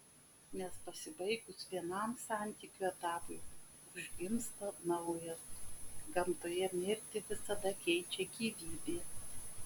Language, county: Lithuanian, Vilnius